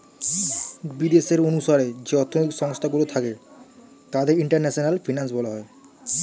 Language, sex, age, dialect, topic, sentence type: Bengali, male, 25-30, Standard Colloquial, banking, statement